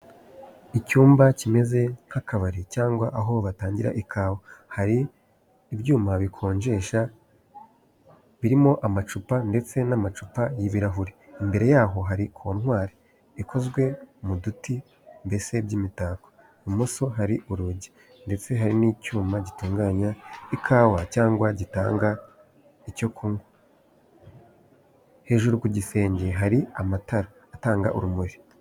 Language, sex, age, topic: Kinyarwanda, male, 18-24, finance